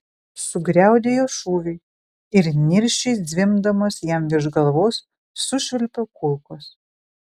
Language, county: Lithuanian, Vilnius